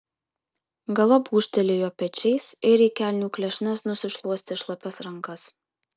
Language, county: Lithuanian, Kaunas